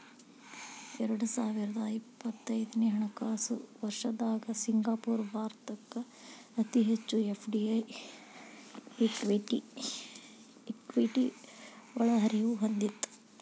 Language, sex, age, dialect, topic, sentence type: Kannada, female, 25-30, Dharwad Kannada, banking, statement